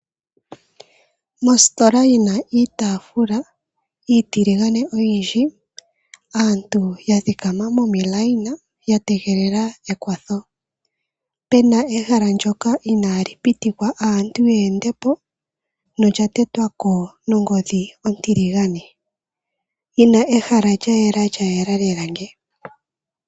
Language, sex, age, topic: Oshiwambo, female, 18-24, finance